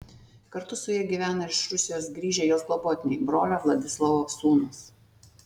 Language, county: Lithuanian, Tauragė